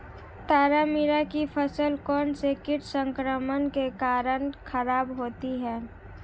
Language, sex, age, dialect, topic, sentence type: Hindi, female, 18-24, Marwari Dhudhari, agriculture, question